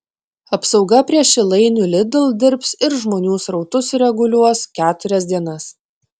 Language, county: Lithuanian, Klaipėda